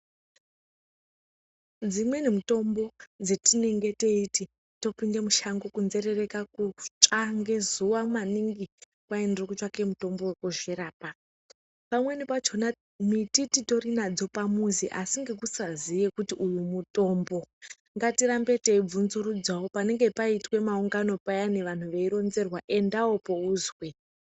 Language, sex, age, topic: Ndau, female, 36-49, health